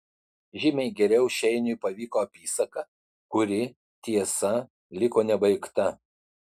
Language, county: Lithuanian, Utena